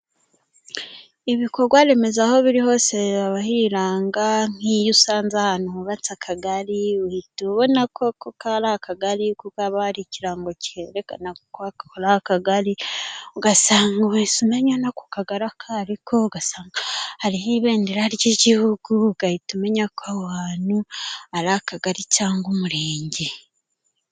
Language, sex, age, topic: Kinyarwanda, female, 25-35, government